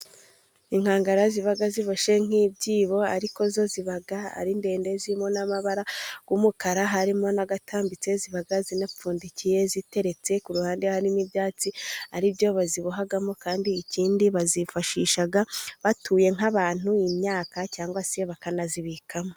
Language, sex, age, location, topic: Kinyarwanda, female, 25-35, Musanze, government